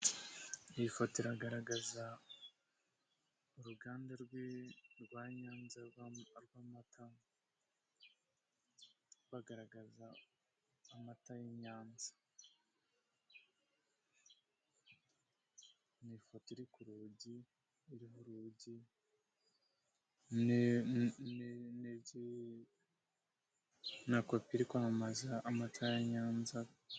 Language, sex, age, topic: Kinyarwanda, male, 25-35, finance